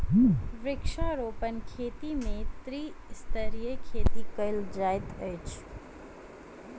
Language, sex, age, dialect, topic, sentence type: Maithili, female, 25-30, Southern/Standard, agriculture, statement